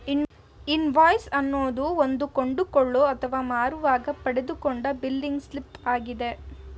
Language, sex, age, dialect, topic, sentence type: Kannada, female, 18-24, Mysore Kannada, banking, statement